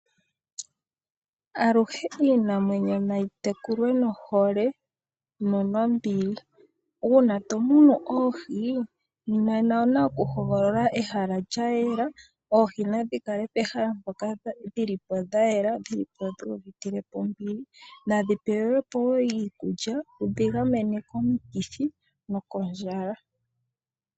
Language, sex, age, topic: Oshiwambo, female, 25-35, agriculture